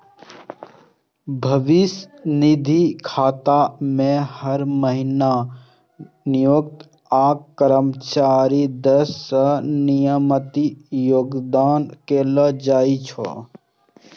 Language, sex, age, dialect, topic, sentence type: Maithili, male, 25-30, Eastern / Thethi, banking, statement